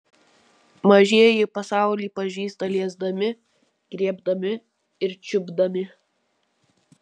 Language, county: Lithuanian, Vilnius